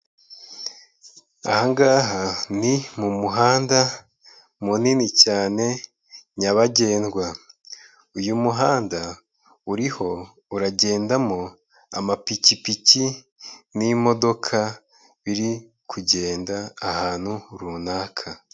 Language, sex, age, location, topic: Kinyarwanda, male, 25-35, Kigali, government